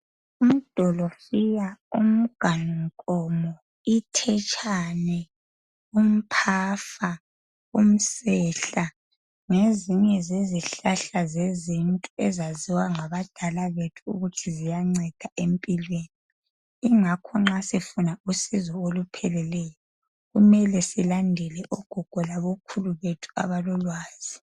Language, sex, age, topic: North Ndebele, female, 25-35, health